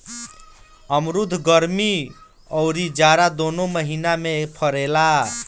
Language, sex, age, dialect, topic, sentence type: Bhojpuri, male, 60-100, Northern, agriculture, statement